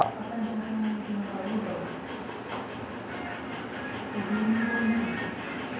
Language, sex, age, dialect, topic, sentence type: Kannada, male, 18-24, Coastal/Dakshin, banking, question